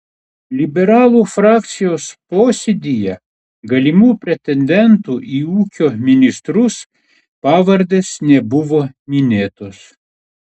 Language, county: Lithuanian, Klaipėda